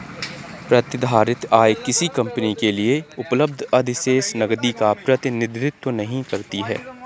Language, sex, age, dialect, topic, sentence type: Hindi, male, 25-30, Kanauji Braj Bhasha, banking, statement